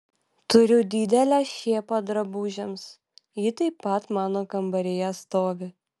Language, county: Lithuanian, Vilnius